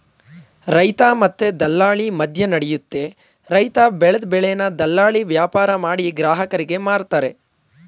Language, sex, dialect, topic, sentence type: Kannada, male, Mysore Kannada, agriculture, statement